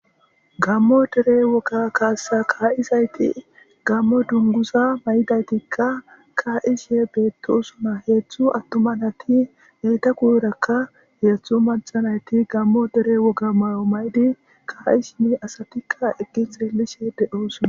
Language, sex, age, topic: Gamo, male, 18-24, government